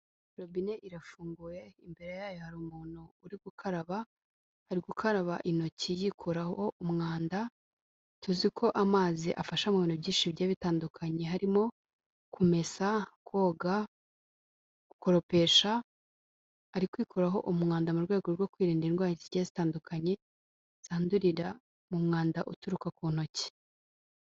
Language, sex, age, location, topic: Kinyarwanda, female, 18-24, Kigali, health